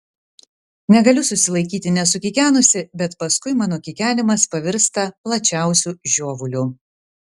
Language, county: Lithuanian, Vilnius